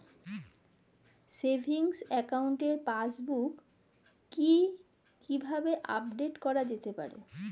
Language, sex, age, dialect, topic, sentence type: Bengali, female, 41-45, Standard Colloquial, banking, question